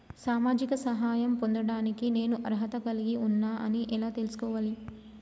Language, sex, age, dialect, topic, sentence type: Telugu, female, 25-30, Telangana, banking, question